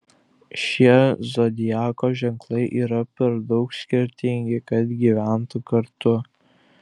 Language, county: Lithuanian, Klaipėda